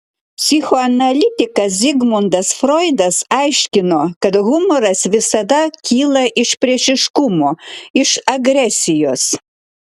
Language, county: Lithuanian, Klaipėda